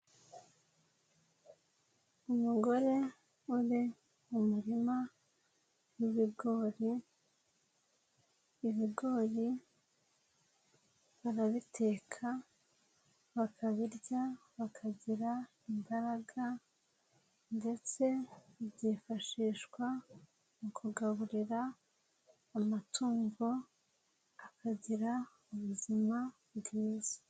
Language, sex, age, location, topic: Kinyarwanda, female, 18-24, Nyagatare, agriculture